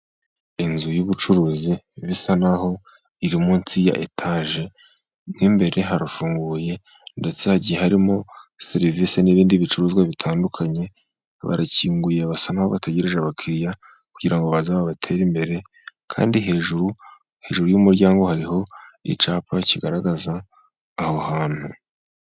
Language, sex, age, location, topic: Kinyarwanda, male, 50+, Musanze, finance